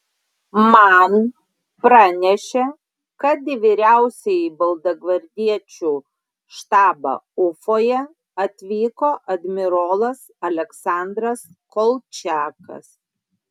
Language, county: Lithuanian, Klaipėda